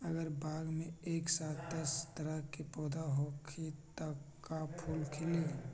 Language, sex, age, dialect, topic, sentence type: Magahi, male, 25-30, Western, agriculture, question